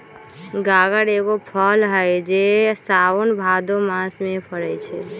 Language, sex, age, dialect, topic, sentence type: Magahi, female, 18-24, Western, agriculture, statement